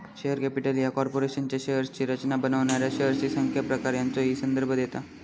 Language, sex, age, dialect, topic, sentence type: Marathi, male, 25-30, Southern Konkan, banking, statement